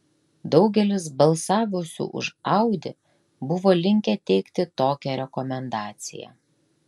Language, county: Lithuanian, Klaipėda